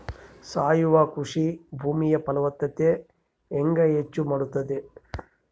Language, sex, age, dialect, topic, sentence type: Kannada, male, 31-35, Central, agriculture, question